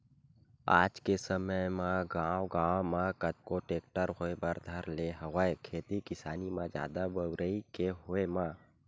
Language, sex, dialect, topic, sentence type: Chhattisgarhi, male, Western/Budati/Khatahi, agriculture, statement